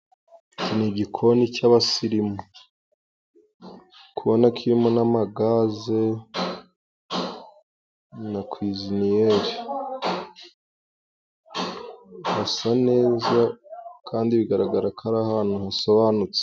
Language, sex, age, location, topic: Kinyarwanda, male, 18-24, Musanze, government